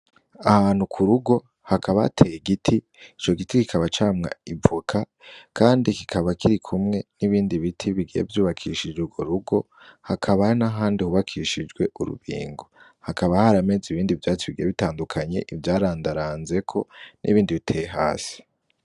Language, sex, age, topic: Rundi, male, 18-24, agriculture